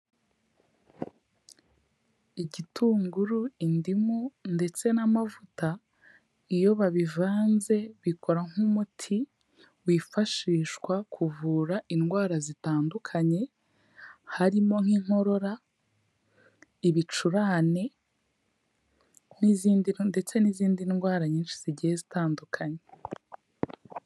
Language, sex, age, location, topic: Kinyarwanda, female, 18-24, Kigali, health